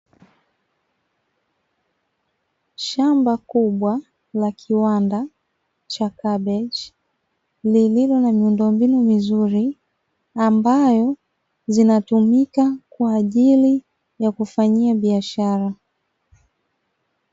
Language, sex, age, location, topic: Swahili, female, 25-35, Dar es Salaam, agriculture